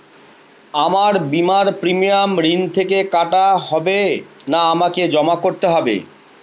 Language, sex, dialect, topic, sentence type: Bengali, male, Northern/Varendri, banking, question